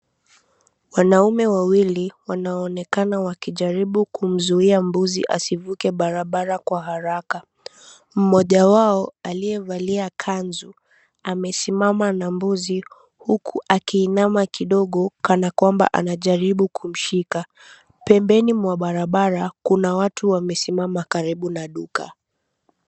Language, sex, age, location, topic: Swahili, female, 18-24, Mombasa, government